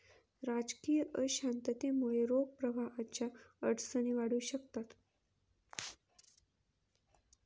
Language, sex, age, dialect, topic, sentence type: Marathi, female, 25-30, Northern Konkan, banking, statement